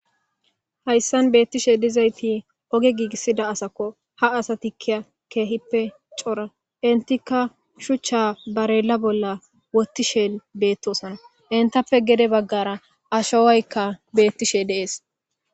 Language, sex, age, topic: Gamo, male, 18-24, government